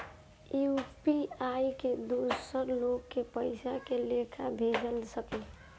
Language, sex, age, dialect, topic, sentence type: Bhojpuri, female, 18-24, Northern, banking, question